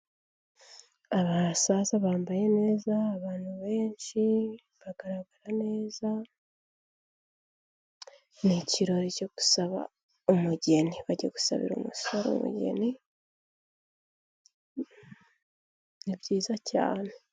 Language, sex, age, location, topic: Kinyarwanda, female, 18-24, Kigali, health